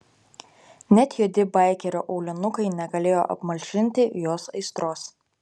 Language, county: Lithuanian, Telšiai